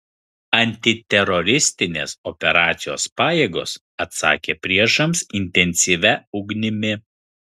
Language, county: Lithuanian, Kaunas